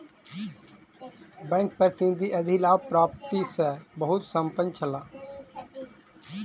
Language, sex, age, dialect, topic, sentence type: Maithili, male, 25-30, Southern/Standard, banking, statement